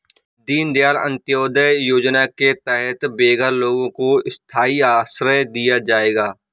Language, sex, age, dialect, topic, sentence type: Hindi, male, 25-30, Awadhi Bundeli, banking, statement